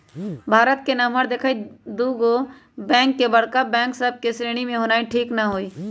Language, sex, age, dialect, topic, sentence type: Magahi, male, 18-24, Western, banking, statement